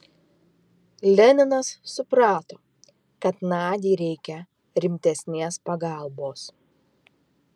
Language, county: Lithuanian, Vilnius